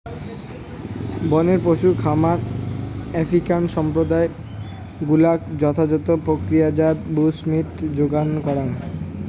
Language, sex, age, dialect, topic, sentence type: Bengali, male, 18-24, Rajbangshi, agriculture, statement